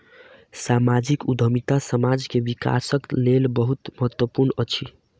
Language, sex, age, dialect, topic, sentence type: Maithili, male, 18-24, Southern/Standard, banking, statement